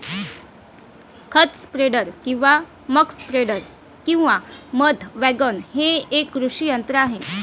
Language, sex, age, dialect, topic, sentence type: Marathi, female, 25-30, Varhadi, agriculture, statement